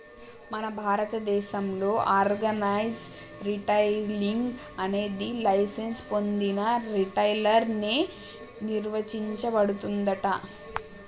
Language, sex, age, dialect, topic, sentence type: Telugu, female, 18-24, Telangana, agriculture, statement